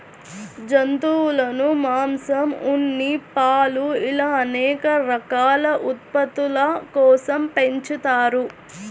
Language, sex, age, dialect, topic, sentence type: Telugu, female, 41-45, Central/Coastal, agriculture, statement